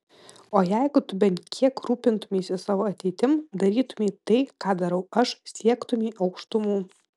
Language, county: Lithuanian, Vilnius